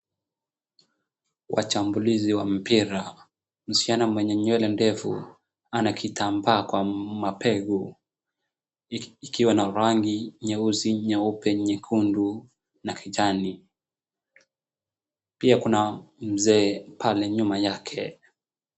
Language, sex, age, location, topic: Swahili, male, 25-35, Wajir, government